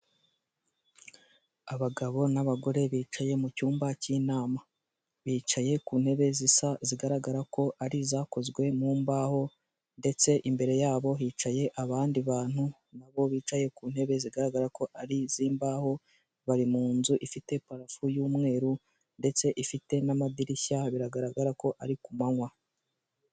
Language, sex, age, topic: Kinyarwanda, male, 18-24, finance